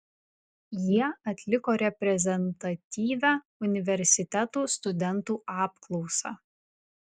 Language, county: Lithuanian, Vilnius